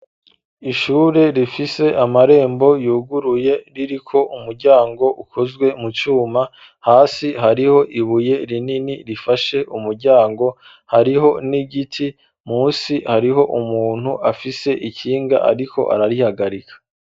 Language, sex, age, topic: Rundi, male, 25-35, education